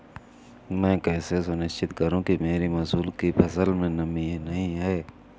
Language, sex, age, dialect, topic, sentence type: Hindi, male, 31-35, Awadhi Bundeli, agriculture, question